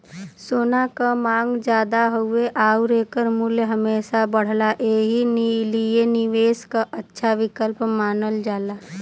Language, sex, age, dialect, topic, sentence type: Bhojpuri, female, 18-24, Western, banking, statement